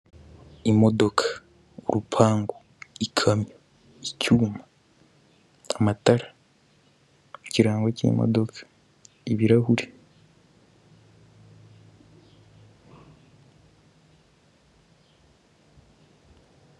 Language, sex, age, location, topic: Kinyarwanda, male, 18-24, Kigali, finance